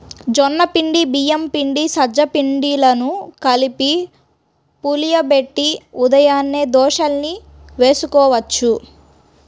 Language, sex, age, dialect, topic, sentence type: Telugu, female, 31-35, Central/Coastal, agriculture, statement